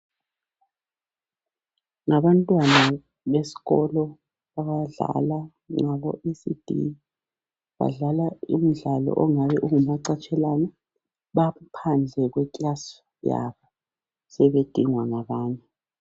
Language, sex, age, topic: North Ndebele, female, 36-49, education